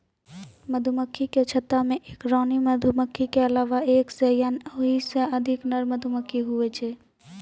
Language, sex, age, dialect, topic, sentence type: Maithili, female, 18-24, Angika, agriculture, statement